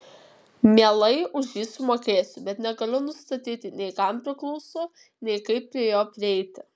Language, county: Lithuanian, Kaunas